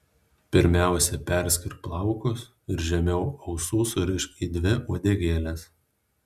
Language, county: Lithuanian, Alytus